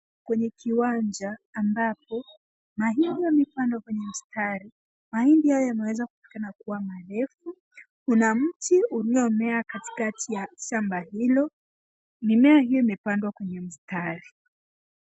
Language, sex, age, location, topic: Swahili, female, 18-24, Nairobi, agriculture